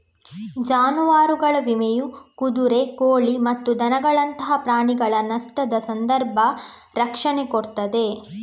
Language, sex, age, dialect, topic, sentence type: Kannada, female, 18-24, Coastal/Dakshin, agriculture, statement